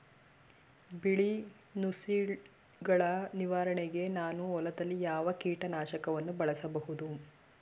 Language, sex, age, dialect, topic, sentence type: Kannada, female, 25-30, Mysore Kannada, agriculture, question